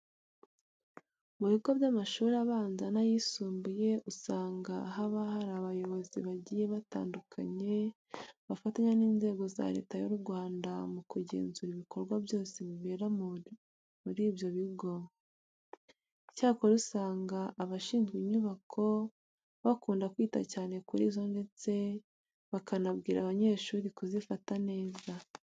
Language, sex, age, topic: Kinyarwanda, female, 36-49, education